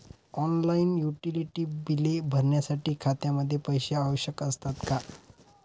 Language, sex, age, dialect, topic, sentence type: Marathi, male, 25-30, Standard Marathi, banking, question